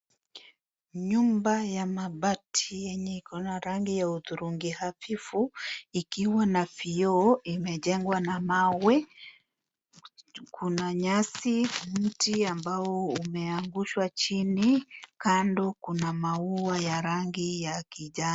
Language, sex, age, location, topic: Swahili, female, 36-49, Kisii, education